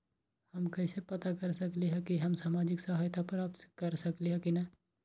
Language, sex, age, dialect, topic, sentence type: Magahi, male, 41-45, Western, banking, question